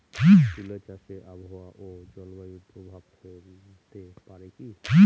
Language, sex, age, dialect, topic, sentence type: Bengali, male, 31-35, Northern/Varendri, agriculture, question